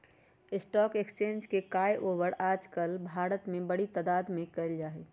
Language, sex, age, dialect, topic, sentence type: Magahi, female, 36-40, Western, banking, statement